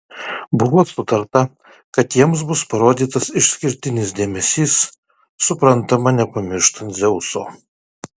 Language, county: Lithuanian, Kaunas